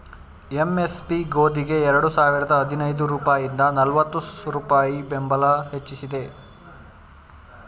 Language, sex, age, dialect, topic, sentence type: Kannada, male, 18-24, Mysore Kannada, agriculture, statement